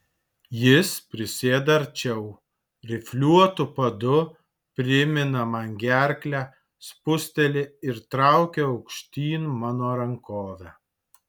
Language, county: Lithuanian, Alytus